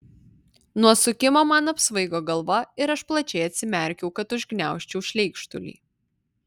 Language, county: Lithuanian, Vilnius